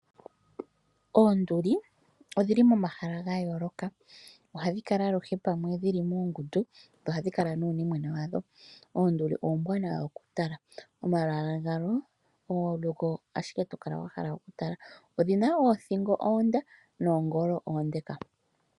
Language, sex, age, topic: Oshiwambo, female, 25-35, agriculture